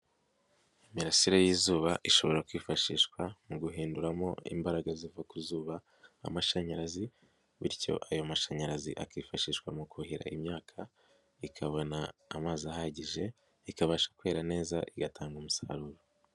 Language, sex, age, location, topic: Kinyarwanda, male, 18-24, Nyagatare, agriculture